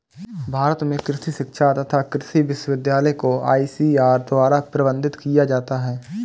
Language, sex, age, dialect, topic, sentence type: Hindi, male, 25-30, Awadhi Bundeli, agriculture, statement